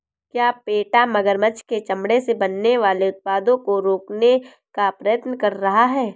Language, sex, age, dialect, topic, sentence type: Hindi, female, 18-24, Awadhi Bundeli, agriculture, statement